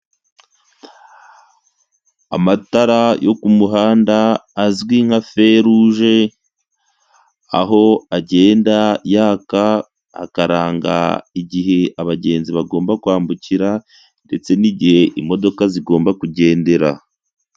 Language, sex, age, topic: Kinyarwanda, male, 25-35, government